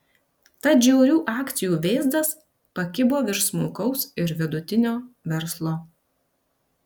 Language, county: Lithuanian, Panevėžys